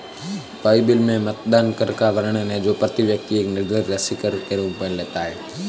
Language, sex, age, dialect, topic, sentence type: Hindi, male, 18-24, Marwari Dhudhari, banking, statement